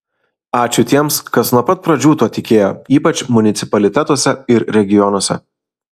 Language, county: Lithuanian, Vilnius